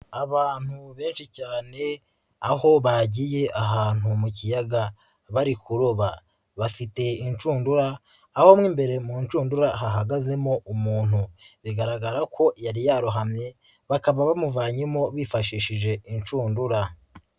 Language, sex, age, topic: Kinyarwanda, female, 25-35, agriculture